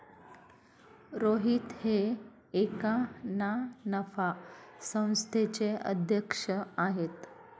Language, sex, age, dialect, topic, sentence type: Marathi, female, 25-30, Standard Marathi, banking, statement